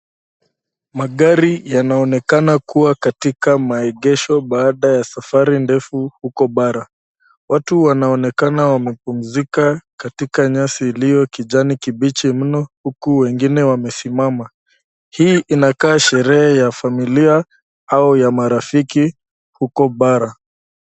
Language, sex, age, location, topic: Swahili, male, 25-35, Nairobi, finance